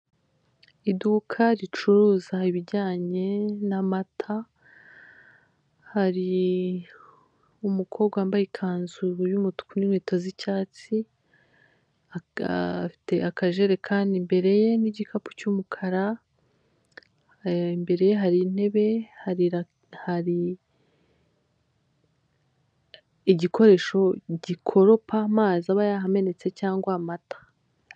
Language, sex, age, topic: Kinyarwanda, female, 25-35, finance